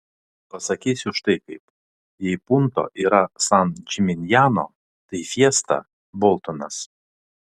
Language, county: Lithuanian, Panevėžys